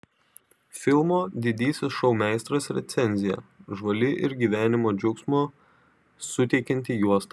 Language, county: Lithuanian, Vilnius